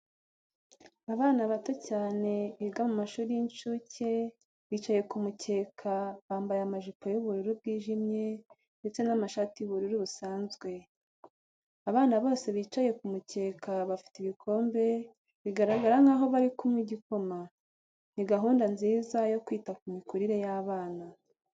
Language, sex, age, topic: Kinyarwanda, female, 36-49, education